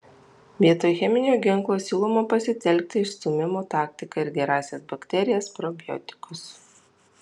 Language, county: Lithuanian, Alytus